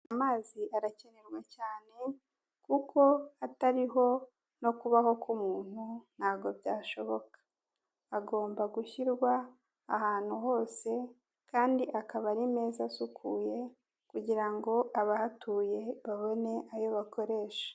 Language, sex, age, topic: Kinyarwanda, female, 50+, health